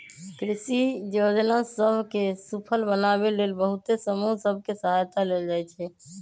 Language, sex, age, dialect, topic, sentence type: Magahi, female, 25-30, Western, agriculture, statement